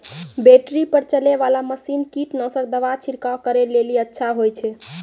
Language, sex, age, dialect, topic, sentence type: Maithili, female, 18-24, Angika, agriculture, question